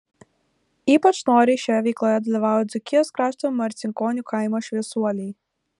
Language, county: Lithuanian, Kaunas